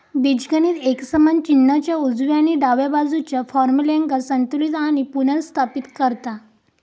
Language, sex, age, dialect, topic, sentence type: Marathi, female, 18-24, Southern Konkan, banking, statement